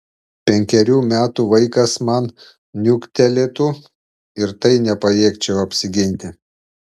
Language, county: Lithuanian, Panevėžys